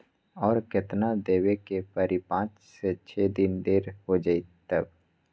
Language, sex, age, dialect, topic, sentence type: Magahi, male, 18-24, Western, banking, question